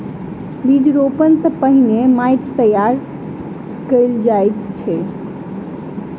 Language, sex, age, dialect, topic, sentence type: Maithili, female, 18-24, Southern/Standard, agriculture, statement